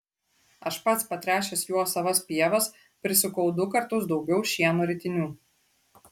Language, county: Lithuanian, Klaipėda